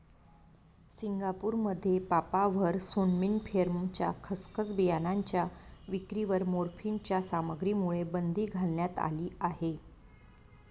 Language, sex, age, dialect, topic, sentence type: Marathi, female, 41-45, Northern Konkan, agriculture, statement